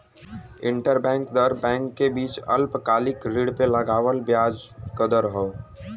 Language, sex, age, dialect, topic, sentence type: Bhojpuri, male, <18, Western, banking, statement